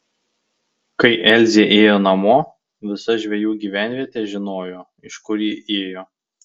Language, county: Lithuanian, Tauragė